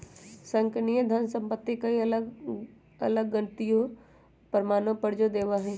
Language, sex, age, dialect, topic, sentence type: Magahi, female, 18-24, Western, banking, statement